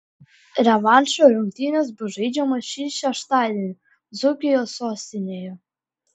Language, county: Lithuanian, Klaipėda